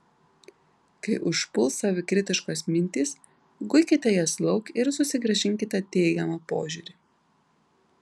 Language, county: Lithuanian, Vilnius